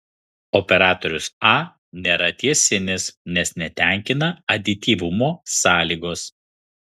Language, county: Lithuanian, Kaunas